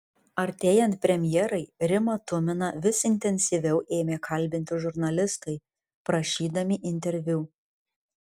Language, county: Lithuanian, Kaunas